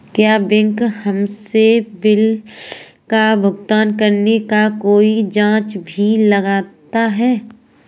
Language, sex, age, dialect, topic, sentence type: Hindi, female, 25-30, Kanauji Braj Bhasha, banking, question